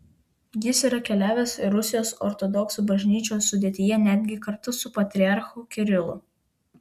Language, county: Lithuanian, Vilnius